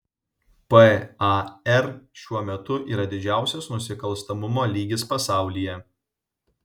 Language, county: Lithuanian, Vilnius